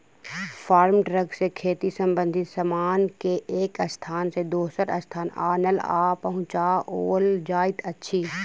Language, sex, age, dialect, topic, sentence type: Maithili, female, 18-24, Southern/Standard, agriculture, statement